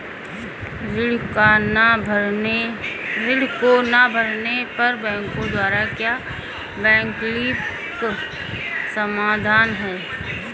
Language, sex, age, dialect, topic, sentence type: Hindi, female, 25-30, Awadhi Bundeli, banking, question